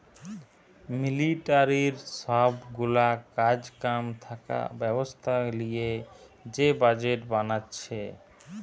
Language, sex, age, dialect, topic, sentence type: Bengali, male, 31-35, Western, banking, statement